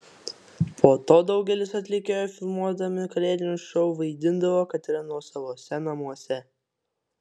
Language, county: Lithuanian, Vilnius